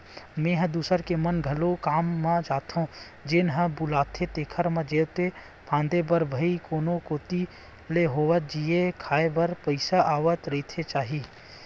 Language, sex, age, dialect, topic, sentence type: Chhattisgarhi, male, 18-24, Western/Budati/Khatahi, banking, statement